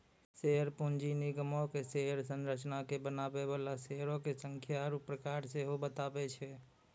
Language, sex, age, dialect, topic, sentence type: Maithili, male, 18-24, Angika, banking, statement